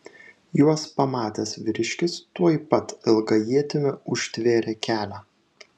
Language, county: Lithuanian, Šiauliai